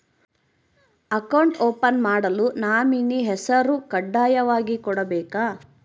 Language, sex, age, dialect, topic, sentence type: Kannada, female, 60-100, Central, banking, question